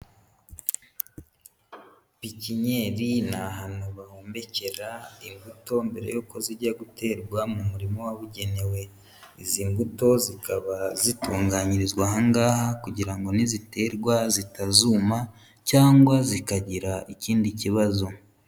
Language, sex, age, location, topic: Kinyarwanda, male, 25-35, Huye, agriculture